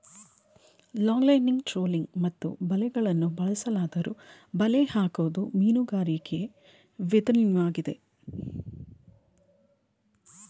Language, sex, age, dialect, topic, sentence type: Kannada, female, 31-35, Mysore Kannada, agriculture, statement